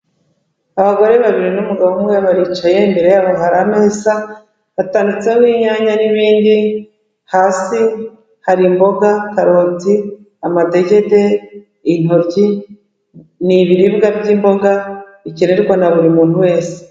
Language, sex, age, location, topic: Kinyarwanda, female, 36-49, Kigali, agriculture